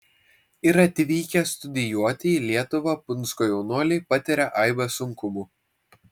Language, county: Lithuanian, Vilnius